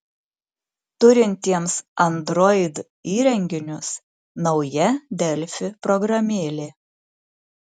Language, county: Lithuanian, Marijampolė